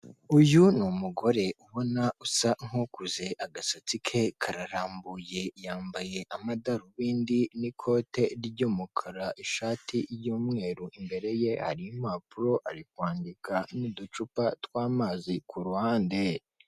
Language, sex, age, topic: Kinyarwanda, female, 36-49, government